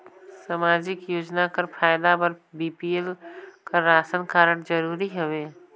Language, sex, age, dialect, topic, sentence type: Chhattisgarhi, female, 25-30, Northern/Bhandar, banking, question